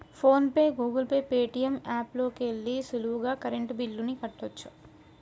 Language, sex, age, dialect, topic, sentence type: Telugu, female, 25-30, Telangana, banking, statement